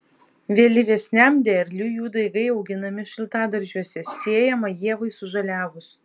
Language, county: Lithuanian, Vilnius